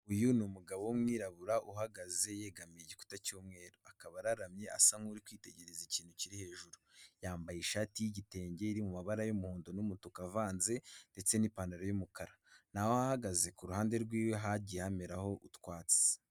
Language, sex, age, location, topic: Kinyarwanda, male, 18-24, Kigali, health